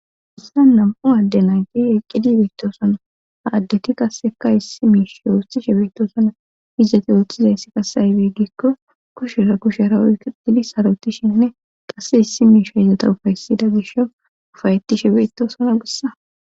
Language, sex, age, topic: Gamo, female, 18-24, government